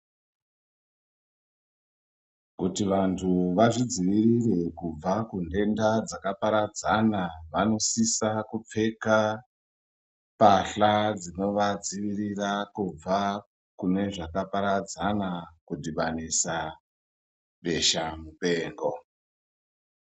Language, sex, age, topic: Ndau, female, 25-35, health